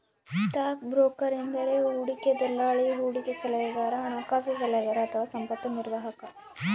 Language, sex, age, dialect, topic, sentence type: Kannada, female, 18-24, Central, banking, statement